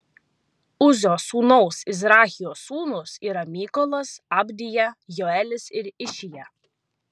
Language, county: Lithuanian, Vilnius